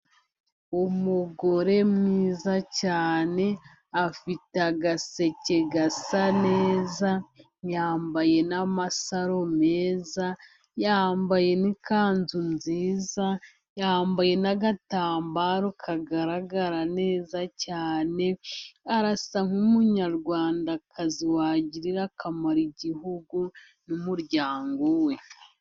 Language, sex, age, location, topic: Kinyarwanda, female, 50+, Musanze, government